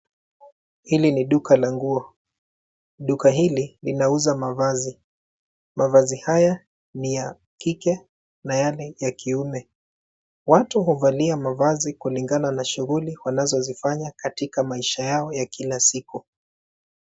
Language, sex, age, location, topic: Swahili, male, 25-35, Nairobi, finance